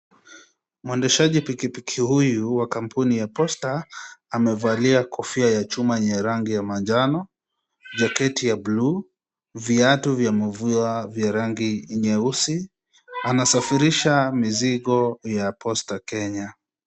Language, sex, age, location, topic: Swahili, male, 25-35, Kisumu, government